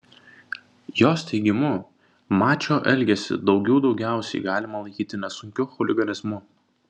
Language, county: Lithuanian, Vilnius